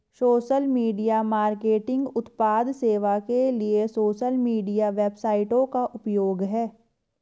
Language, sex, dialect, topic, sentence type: Hindi, female, Marwari Dhudhari, banking, statement